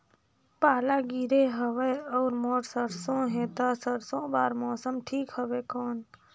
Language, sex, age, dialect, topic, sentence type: Chhattisgarhi, female, 18-24, Northern/Bhandar, agriculture, question